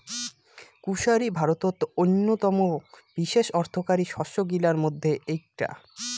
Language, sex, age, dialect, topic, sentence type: Bengali, male, 25-30, Rajbangshi, agriculture, statement